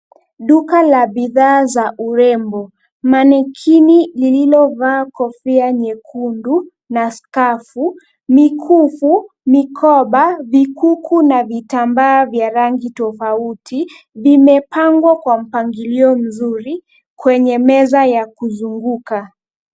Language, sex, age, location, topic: Swahili, female, 18-24, Nairobi, finance